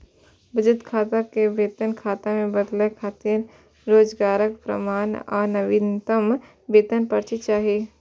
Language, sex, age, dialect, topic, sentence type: Maithili, female, 41-45, Eastern / Thethi, banking, statement